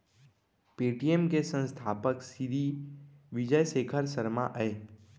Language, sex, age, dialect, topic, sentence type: Chhattisgarhi, male, 25-30, Central, banking, statement